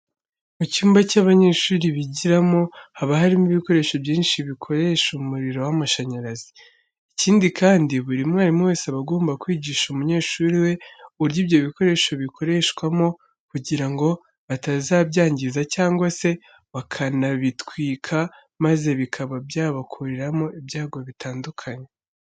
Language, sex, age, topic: Kinyarwanda, female, 36-49, education